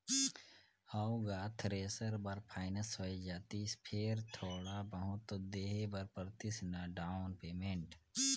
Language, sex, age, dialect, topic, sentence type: Chhattisgarhi, male, 18-24, Northern/Bhandar, banking, statement